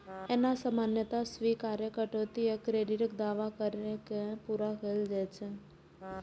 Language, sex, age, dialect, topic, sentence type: Maithili, female, 18-24, Eastern / Thethi, banking, statement